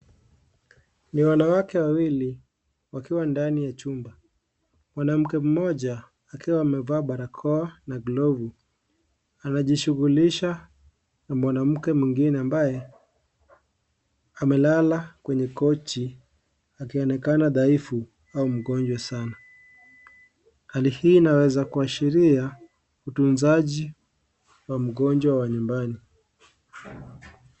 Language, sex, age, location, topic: Swahili, male, 18-24, Kisii, health